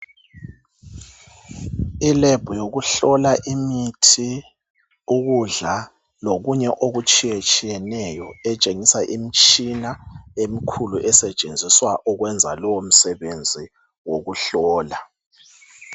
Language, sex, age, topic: North Ndebele, male, 36-49, health